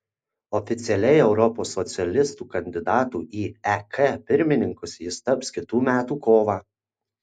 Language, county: Lithuanian, Kaunas